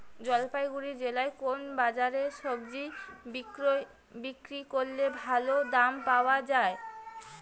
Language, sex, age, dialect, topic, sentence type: Bengali, female, 25-30, Rajbangshi, agriculture, question